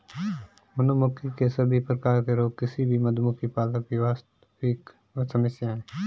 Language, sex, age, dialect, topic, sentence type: Hindi, male, 25-30, Marwari Dhudhari, agriculture, statement